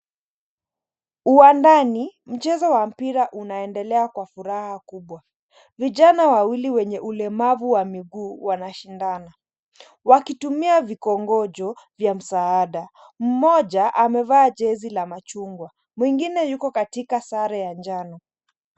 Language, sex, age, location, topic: Swahili, female, 25-35, Mombasa, education